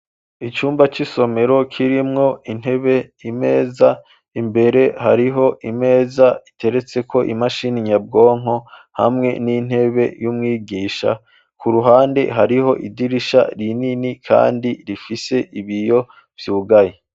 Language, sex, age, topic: Rundi, male, 25-35, education